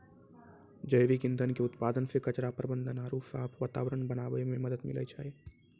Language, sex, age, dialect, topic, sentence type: Maithili, male, 18-24, Angika, agriculture, statement